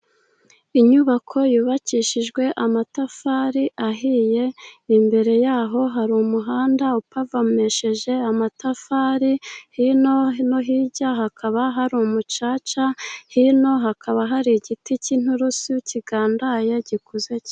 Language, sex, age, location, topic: Kinyarwanda, female, 25-35, Musanze, government